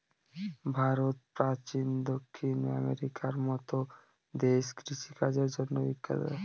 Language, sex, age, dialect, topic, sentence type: Bengali, male, 18-24, Northern/Varendri, agriculture, statement